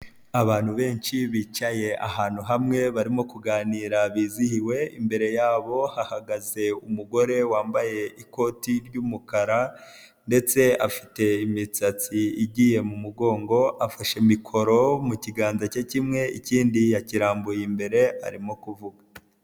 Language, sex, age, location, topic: Kinyarwanda, male, 25-35, Nyagatare, finance